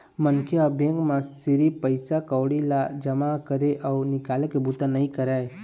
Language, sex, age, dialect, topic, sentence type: Chhattisgarhi, male, 60-100, Eastern, banking, statement